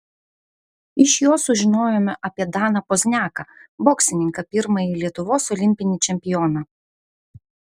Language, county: Lithuanian, Vilnius